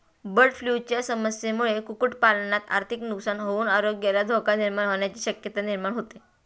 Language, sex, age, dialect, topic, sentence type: Marathi, female, 31-35, Standard Marathi, agriculture, statement